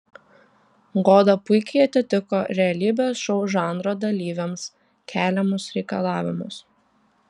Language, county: Lithuanian, Šiauliai